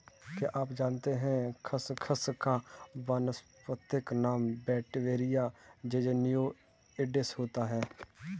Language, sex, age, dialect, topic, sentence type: Hindi, male, 18-24, Kanauji Braj Bhasha, agriculture, statement